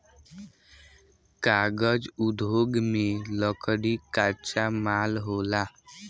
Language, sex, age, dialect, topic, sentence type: Bhojpuri, male, <18, Southern / Standard, agriculture, statement